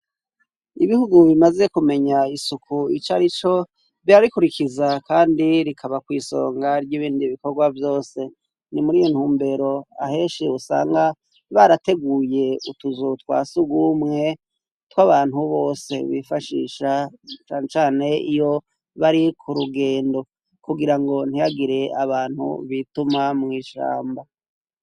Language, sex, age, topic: Rundi, male, 36-49, education